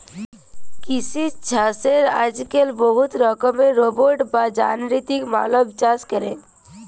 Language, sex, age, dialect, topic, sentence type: Bengali, female, 18-24, Jharkhandi, agriculture, statement